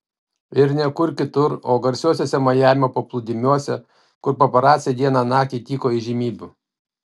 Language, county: Lithuanian, Kaunas